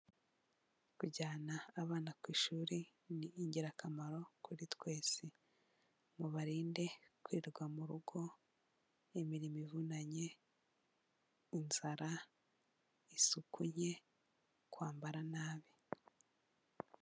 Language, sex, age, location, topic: Kinyarwanda, female, 25-35, Kigali, health